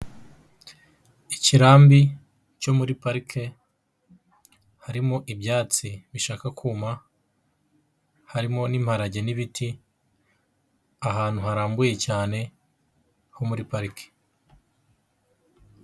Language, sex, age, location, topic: Kinyarwanda, male, 18-24, Nyagatare, agriculture